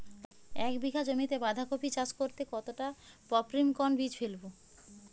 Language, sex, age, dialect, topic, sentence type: Bengali, female, 36-40, Rajbangshi, agriculture, question